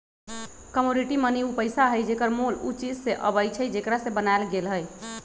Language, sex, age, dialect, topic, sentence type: Magahi, female, 31-35, Western, banking, statement